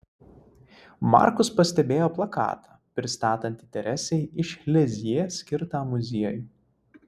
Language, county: Lithuanian, Vilnius